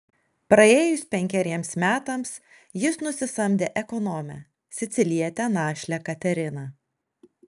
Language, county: Lithuanian, Alytus